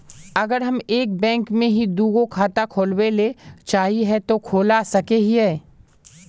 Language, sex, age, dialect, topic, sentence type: Magahi, male, 18-24, Northeastern/Surjapuri, banking, question